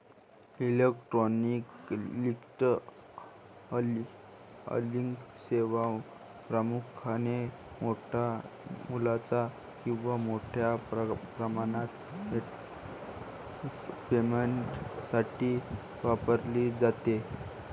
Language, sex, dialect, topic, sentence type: Marathi, male, Varhadi, banking, statement